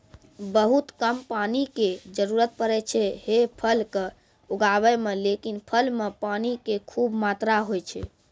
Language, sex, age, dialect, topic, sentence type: Maithili, male, 46-50, Angika, agriculture, statement